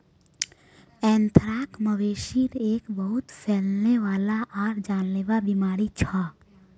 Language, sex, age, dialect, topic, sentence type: Magahi, female, 25-30, Northeastern/Surjapuri, agriculture, statement